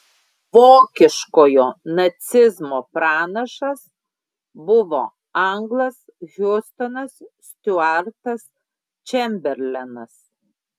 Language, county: Lithuanian, Klaipėda